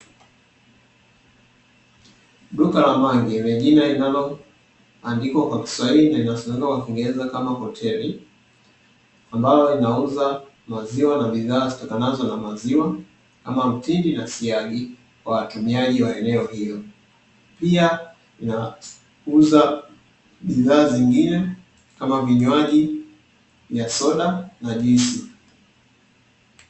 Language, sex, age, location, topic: Swahili, male, 18-24, Dar es Salaam, finance